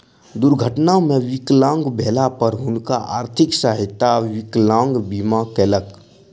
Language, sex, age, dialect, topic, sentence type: Maithili, male, 60-100, Southern/Standard, banking, statement